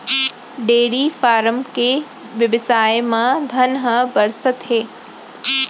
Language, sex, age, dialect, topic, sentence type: Chhattisgarhi, female, 25-30, Central, agriculture, statement